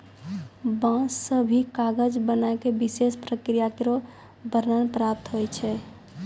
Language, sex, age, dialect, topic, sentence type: Maithili, female, 18-24, Angika, agriculture, statement